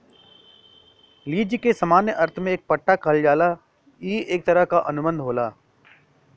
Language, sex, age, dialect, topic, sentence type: Bhojpuri, male, 41-45, Western, banking, statement